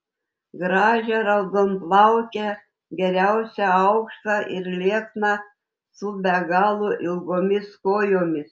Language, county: Lithuanian, Telšiai